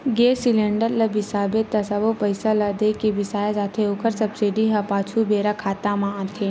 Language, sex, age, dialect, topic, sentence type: Chhattisgarhi, female, 56-60, Western/Budati/Khatahi, banking, statement